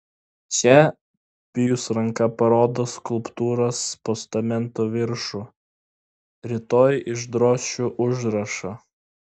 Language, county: Lithuanian, Klaipėda